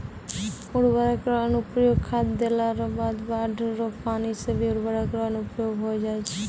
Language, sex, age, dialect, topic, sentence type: Maithili, female, 18-24, Angika, agriculture, statement